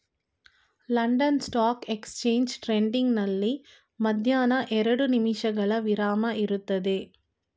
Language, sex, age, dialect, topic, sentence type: Kannada, female, 25-30, Mysore Kannada, banking, statement